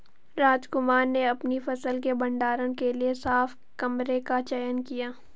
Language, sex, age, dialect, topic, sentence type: Hindi, female, 51-55, Hindustani Malvi Khadi Boli, banking, statement